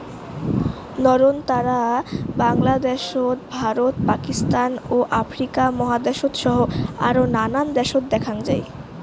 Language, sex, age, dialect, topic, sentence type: Bengali, female, <18, Rajbangshi, agriculture, statement